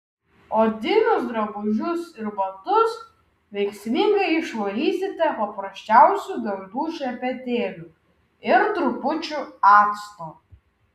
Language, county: Lithuanian, Kaunas